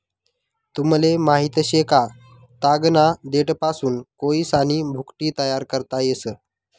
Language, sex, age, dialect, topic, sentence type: Marathi, male, 36-40, Northern Konkan, agriculture, statement